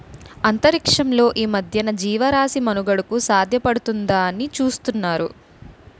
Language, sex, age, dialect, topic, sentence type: Telugu, female, 18-24, Utterandhra, agriculture, statement